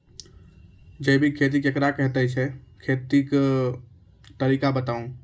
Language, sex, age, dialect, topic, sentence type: Maithili, male, 18-24, Angika, agriculture, question